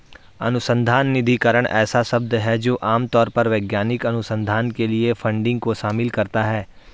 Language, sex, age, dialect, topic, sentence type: Hindi, male, 46-50, Hindustani Malvi Khadi Boli, banking, statement